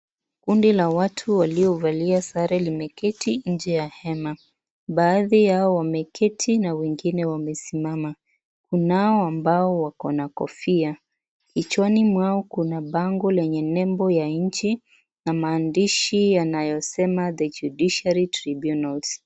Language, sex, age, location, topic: Swahili, female, 25-35, Kisii, government